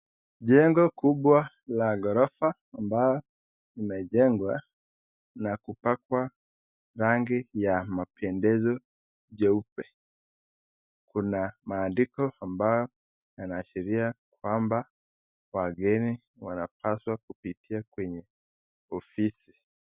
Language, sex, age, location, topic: Swahili, male, 25-35, Nakuru, education